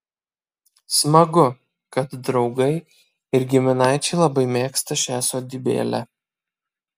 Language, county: Lithuanian, Kaunas